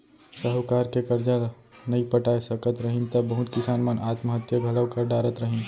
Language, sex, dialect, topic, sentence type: Chhattisgarhi, male, Central, agriculture, statement